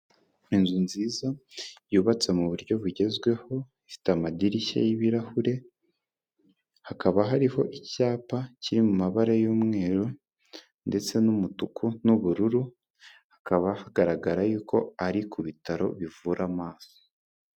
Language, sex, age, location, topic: Kinyarwanda, male, 18-24, Kigali, health